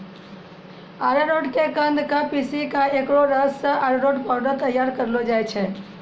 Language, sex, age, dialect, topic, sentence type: Maithili, female, 31-35, Angika, agriculture, statement